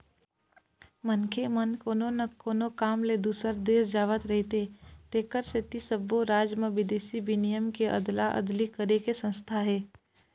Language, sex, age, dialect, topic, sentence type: Chhattisgarhi, female, 25-30, Eastern, banking, statement